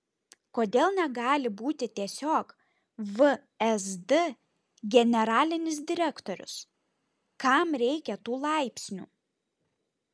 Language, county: Lithuanian, Šiauliai